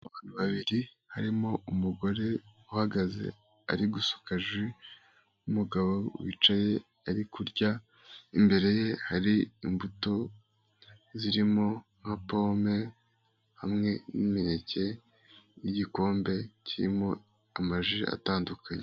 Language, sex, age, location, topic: Kinyarwanda, female, 18-24, Kigali, health